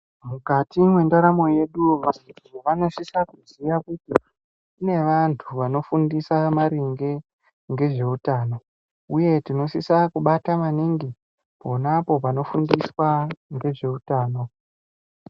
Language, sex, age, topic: Ndau, male, 18-24, health